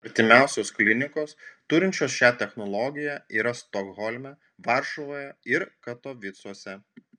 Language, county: Lithuanian, Panevėžys